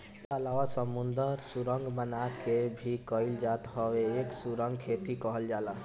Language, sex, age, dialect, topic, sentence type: Bhojpuri, male, 18-24, Northern, agriculture, statement